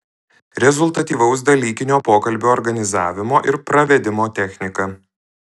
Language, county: Lithuanian, Alytus